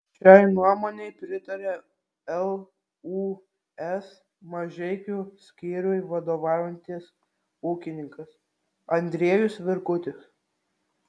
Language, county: Lithuanian, Vilnius